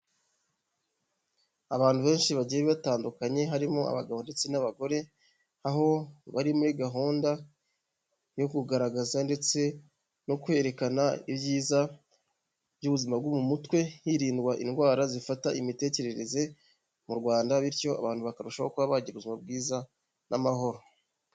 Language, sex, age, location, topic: Kinyarwanda, male, 25-35, Huye, health